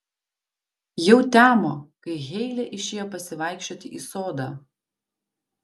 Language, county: Lithuanian, Vilnius